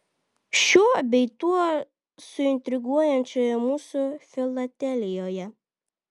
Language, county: Lithuanian, Vilnius